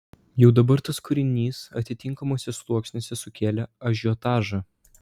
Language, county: Lithuanian, Vilnius